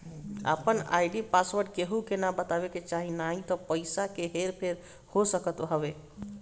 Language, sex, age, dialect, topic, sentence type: Bhojpuri, male, 25-30, Northern, banking, statement